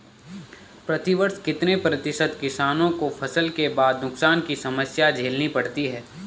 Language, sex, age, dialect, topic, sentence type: Hindi, male, 18-24, Garhwali, agriculture, statement